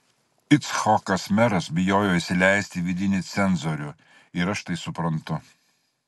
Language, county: Lithuanian, Klaipėda